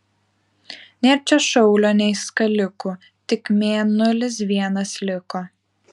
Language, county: Lithuanian, Vilnius